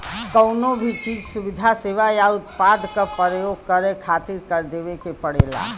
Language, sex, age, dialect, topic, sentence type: Bhojpuri, female, 25-30, Western, banking, statement